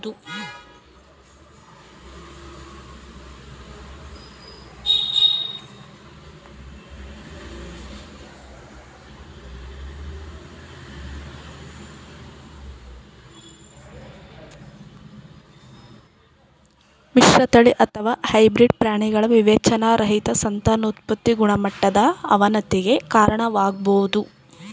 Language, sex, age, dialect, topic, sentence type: Kannada, female, 41-45, Mysore Kannada, agriculture, statement